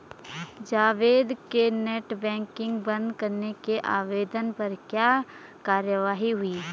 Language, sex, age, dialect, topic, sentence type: Hindi, female, 25-30, Garhwali, banking, statement